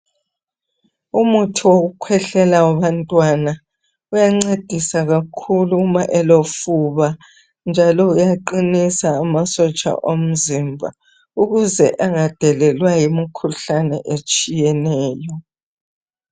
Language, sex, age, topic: North Ndebele, female, 50+, health